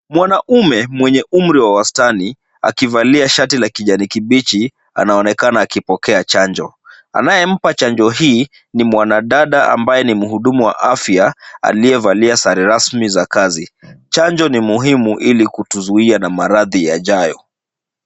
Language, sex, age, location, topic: Swahili, male, 36-49, Kisumu, health